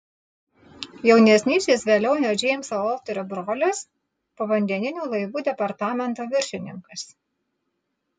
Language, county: Lithuanian, Vilnius